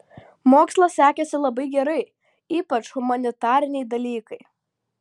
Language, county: Lithuanian, Vilnius